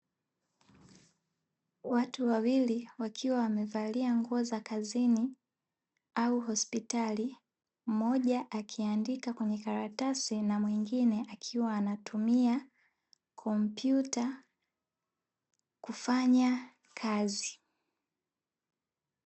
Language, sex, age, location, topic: Swahili, female, 18-24, Dar es Salaam, health